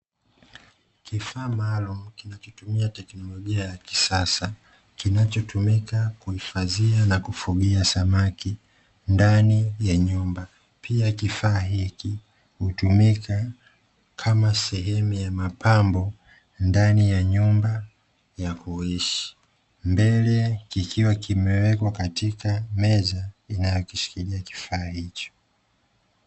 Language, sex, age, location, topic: Swahili, male, 25-35, Dar es Salaam, agriculture